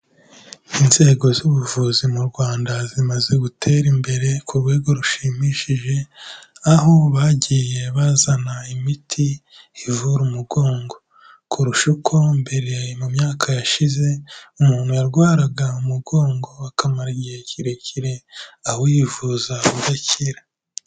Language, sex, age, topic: Kinyarwanda, male, 18-24, health